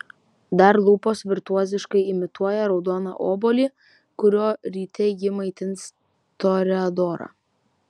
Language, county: Lithuanian, Vilnius